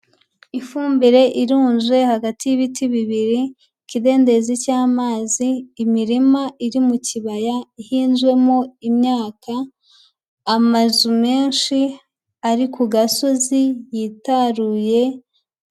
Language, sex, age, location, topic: Kinyarwanda, female, 25-35, Huye, agriculture